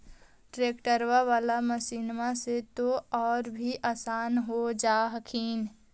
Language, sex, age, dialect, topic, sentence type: Magahi, male, 18-24, Central/Standard, agriculture, question